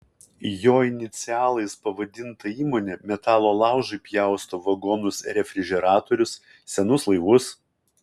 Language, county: Lithuanian, Kaunas